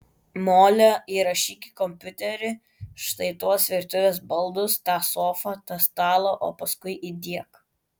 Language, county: Lithuanian, Klaipėda